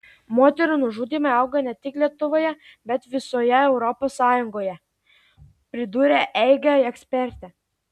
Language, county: Lithuanian, Klaipėda